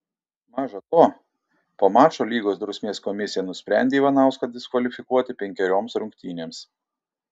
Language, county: Lithuanian, Šiauliai